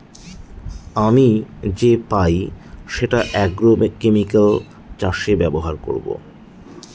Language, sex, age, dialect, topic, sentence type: Bengali, male, 31-35, Northern/Varendri, agriculture, statement